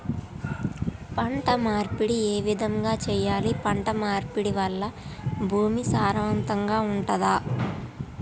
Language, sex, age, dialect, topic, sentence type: Telugu, female, 25-30, Telangana, agriculture, question